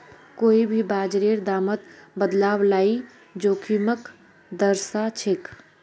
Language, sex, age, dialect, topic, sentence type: Magahi, female, 36-40, Northeastern/Surjapuri, banking, statement